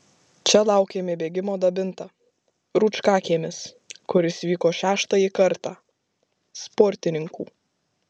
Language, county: Lithuanian, Šiauliai